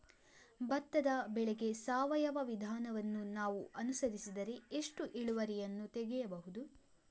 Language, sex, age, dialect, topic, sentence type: Kannada, female, 56-60, Coastal/Dakshin, agriculture, question